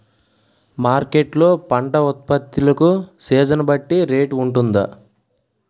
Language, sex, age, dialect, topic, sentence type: Telugu, male, 18-24, Utterandhra, agriculture, question